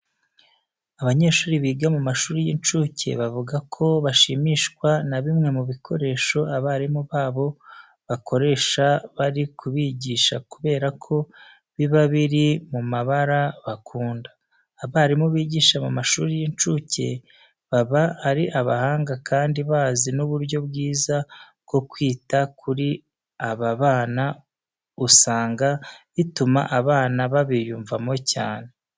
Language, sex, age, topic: Kinyarwanda, male, 36-49, education